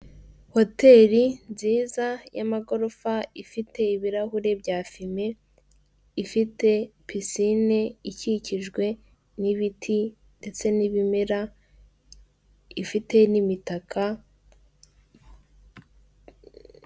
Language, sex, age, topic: Kinyarwanda, female, 18-24, finance